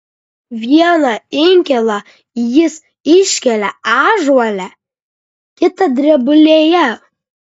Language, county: Lithuanian, Kaunas